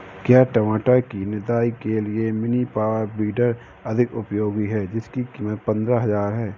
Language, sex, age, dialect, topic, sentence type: Hindi, male, 18-24, Awadhi Bundeli, agriculture, question